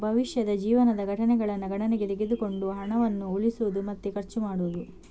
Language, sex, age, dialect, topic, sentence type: Kannada, female, 51-55, Coastal/Dakshin, banking, statement